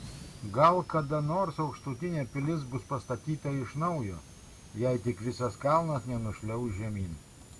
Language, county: Lithuanian, Kaunas